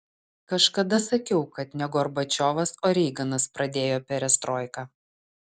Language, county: Lithuanian, Utena